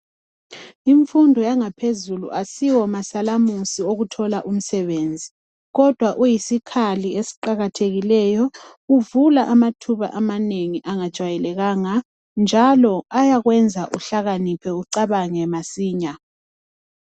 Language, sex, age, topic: North Ndebele, female, 25-35, education